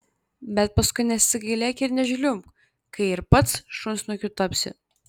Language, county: Lithuanian, Klaipėda